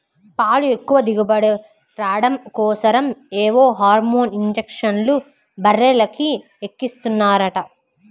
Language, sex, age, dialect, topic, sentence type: Telugu, female, 31-35, Central/Coastal, agriculture, statement